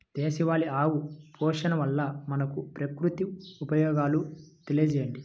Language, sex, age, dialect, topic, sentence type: Telugu, male, 18-24, Central/Coastal, agriculture, question